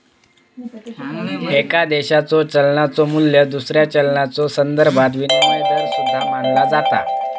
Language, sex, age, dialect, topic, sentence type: Marathi, male, 18-24, Southern Konkan, banking, statement